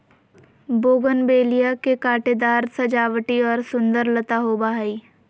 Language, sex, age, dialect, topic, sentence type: Magahi, female, 41-45, Southern, agriculture, statement